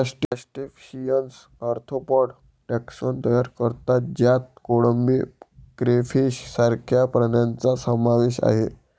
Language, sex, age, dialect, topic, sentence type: Marathi, male, 18-24, Varhadi, agriculture, statement